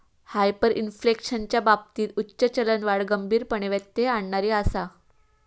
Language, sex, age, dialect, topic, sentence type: Marathi, female, 18-24, Southern Konkan, banking, statement